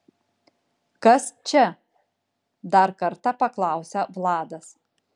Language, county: Lithuanian, Kaunas